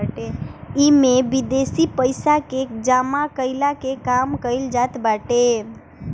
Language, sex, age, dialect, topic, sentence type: Bhojpuri, female, 18-24, Northern, banking, statement